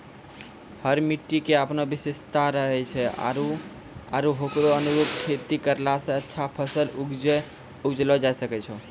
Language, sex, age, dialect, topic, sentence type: Maithili, male, 41-45, Angika, agriculture, statement